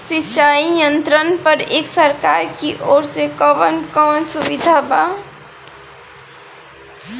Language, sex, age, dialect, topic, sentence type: Bhojpuri, female, 18-24, Northern, agriculture, question